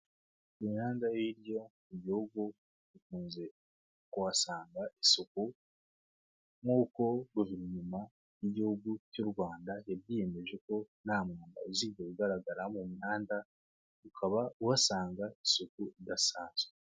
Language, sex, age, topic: Kinyarwanda, male, 25-35, government